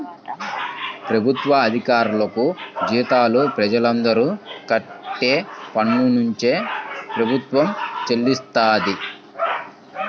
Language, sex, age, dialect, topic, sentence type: Telugu, male, 18-24, Central/Coastal, banking, statement